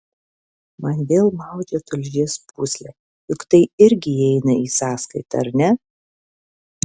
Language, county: Lithuanian, Alytus